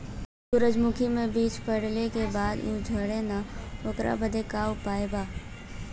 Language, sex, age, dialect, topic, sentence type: Bhojpuri, female, 18-24, Western, agriculture, question